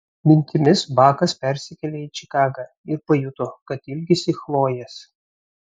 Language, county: Lithuanian, Vilnius